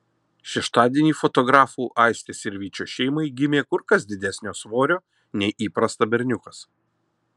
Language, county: Lithuanian, Kaunas